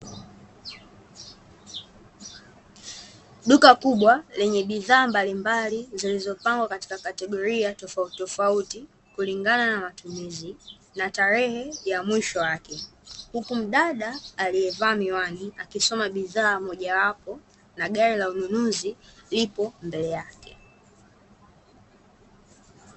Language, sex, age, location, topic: Swahili, female, 18-24, Dar es Salaam, finance